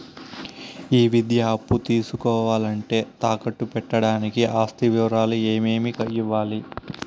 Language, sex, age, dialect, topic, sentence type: Telugu, male, 25-30, Southern, banking, question